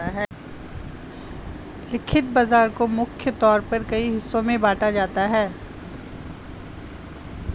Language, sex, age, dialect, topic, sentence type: Hindi, female, 36-40, Hindustani Malvi Khadi Boli, banking, statement